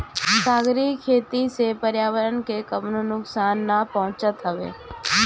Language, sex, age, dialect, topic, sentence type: Bhojpuri, female, 18-24, Northern, agriculture, statement